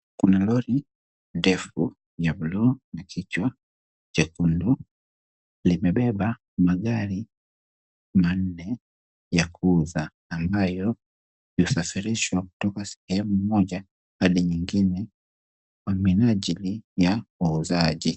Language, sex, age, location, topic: Swahili, male, 25-35, Kisumu, finance